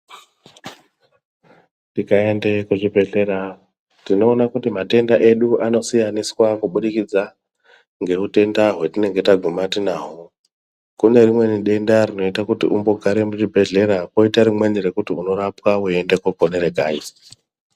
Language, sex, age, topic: Ndau, male, 25-35, health